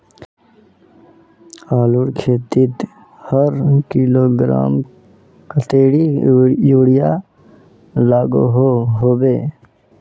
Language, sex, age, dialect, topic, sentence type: Magahi, male, 25-30, Northeastern/Surjapuri, agriculture, question